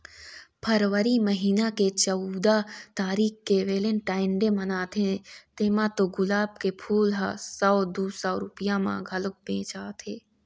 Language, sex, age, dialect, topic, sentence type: Chhattisgarhi, female, 18-24, Eastern, agriculture, statement